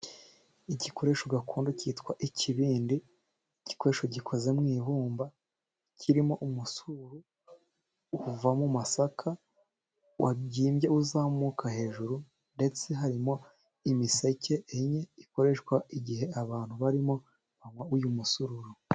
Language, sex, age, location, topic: Kinyarwanda, male, 18-24, Musanze, government